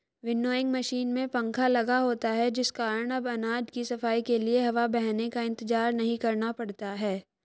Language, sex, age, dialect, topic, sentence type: Hindi, female, 25-30, Hindustani Malvi Khadi Boli, agriculture, statement